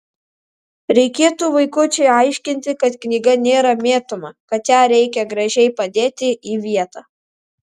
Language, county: Lithuanian, Alytus